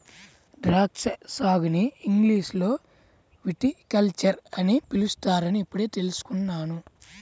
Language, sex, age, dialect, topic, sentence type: Telugu, male, 18-24, Central/Coastal, agriculture, statement